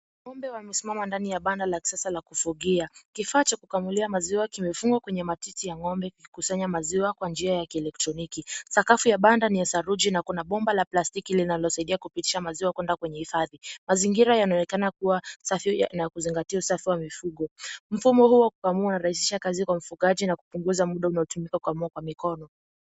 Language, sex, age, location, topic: Swahili, female, 18-24, Kisii, agriculture